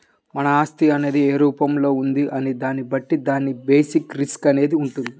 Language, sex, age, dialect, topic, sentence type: Telugu, male, 18-24, Central/Coastal, banking, statement